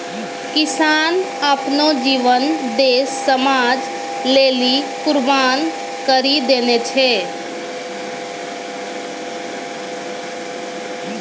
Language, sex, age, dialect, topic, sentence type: Maithili, female, 25-30, Angika, agriculture, statement